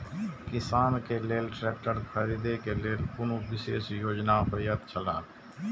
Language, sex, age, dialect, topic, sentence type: Maithili, male, 46-50, Eastern / Thethi, agriculture, statement